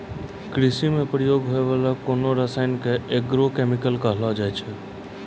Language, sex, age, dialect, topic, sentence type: Maithili, male, 25-30, Angika, agriculture, statement